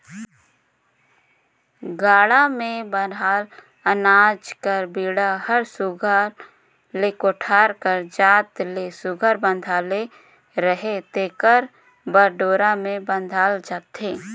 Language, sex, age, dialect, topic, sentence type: Chhattisgarhi, female, 31-35, Northern/Bhandar, agriculture, statement